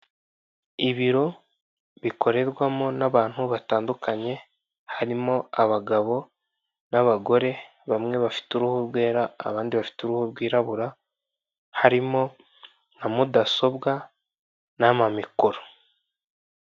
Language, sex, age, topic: Kinyarwanda, male, 18-24, finance